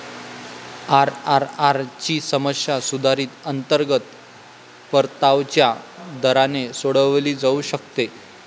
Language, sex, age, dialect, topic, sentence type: Marathi, male, 25-30, Varhadi, banking, statement